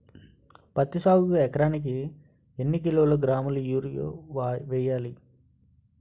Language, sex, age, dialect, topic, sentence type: Telugu, male, 18-24, Utterandhra, agriculture, question